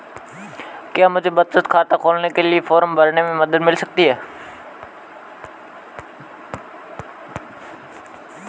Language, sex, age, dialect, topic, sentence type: Hindi, male, 18-24, Marwari Dhudhari, banking, question